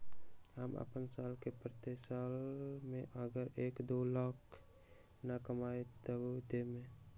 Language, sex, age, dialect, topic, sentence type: Magahi, male, 18-24, Western, banking, question